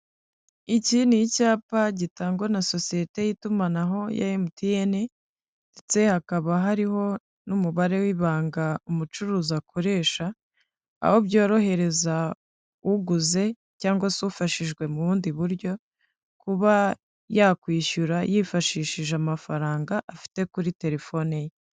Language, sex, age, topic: Kinyarwanda, female, 25-35, finance